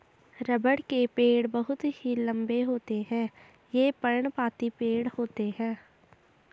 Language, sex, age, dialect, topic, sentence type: Hindi, female, 18-24, Garhwali, agriculture, statement